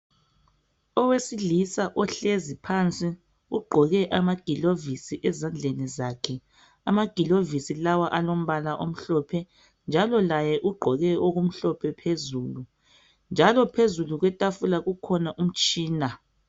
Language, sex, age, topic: North Ndebele, female, 18-24, health